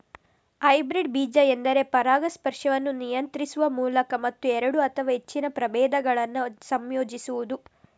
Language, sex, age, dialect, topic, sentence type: Kannada, female, 18-24, Coastal/Dakshin, agriculture, statement